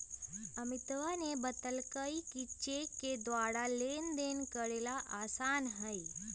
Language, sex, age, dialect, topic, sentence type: Magahi, female, 18-24, Western, banking, statement